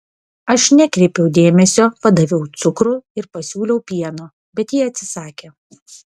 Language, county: Lithuanian, Vilnius